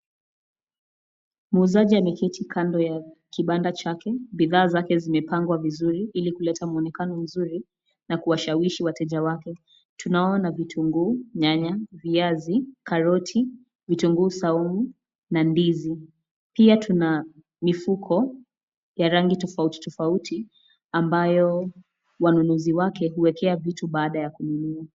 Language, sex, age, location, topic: Swahili, female, 25-35, Nairobi, finance